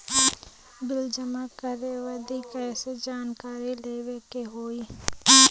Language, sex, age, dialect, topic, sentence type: Bhojpuri, female, 18-24, Western, banking, question